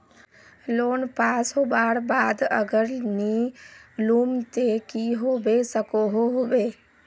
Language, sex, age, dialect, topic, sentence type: Magahi, female, 25-30, Northeastern/Surjapuri, banking, question